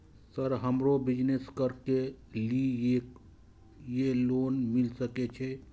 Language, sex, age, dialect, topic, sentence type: Maithili, male, 25-30, Eastern / Thethi, banking, question